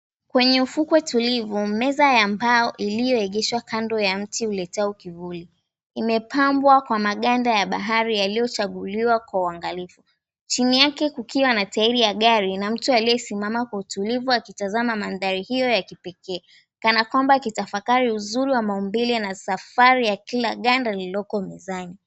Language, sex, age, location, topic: Swahili, female, 18-24, Mombasa, agriculture